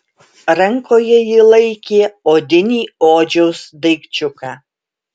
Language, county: Lithuanian, Alytus